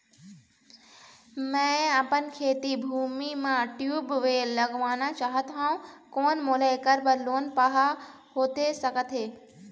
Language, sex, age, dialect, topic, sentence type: Chhattisgarhi, female, 18-24, Eastern, banking, question